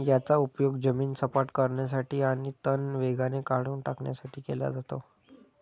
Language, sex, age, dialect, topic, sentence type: Marathi, male, 25-30, Standard Marathi, agriculture, statement